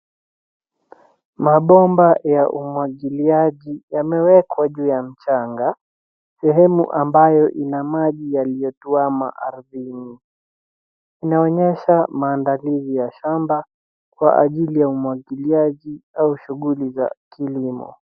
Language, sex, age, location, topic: Swahili, female, 18-24, Nairobi, government